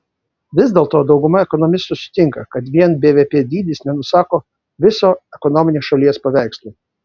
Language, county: Lithuanian, Vilnius